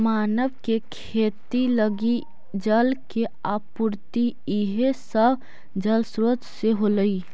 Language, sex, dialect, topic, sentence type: Magahi, female, Central/Standard, banking, statement